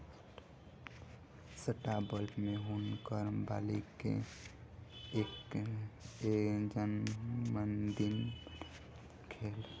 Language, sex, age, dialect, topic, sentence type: Maithili, female, 31-35, Southern/Standard, agriculture, statement